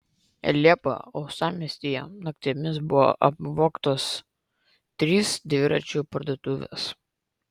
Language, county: Lithuanian, Vilnius